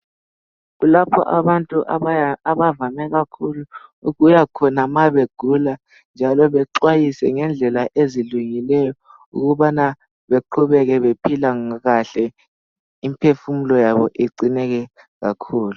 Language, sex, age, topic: North Ndebele, male, 18-24, health